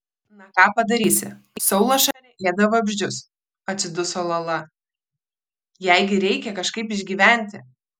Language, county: Lithuanian, Vilnius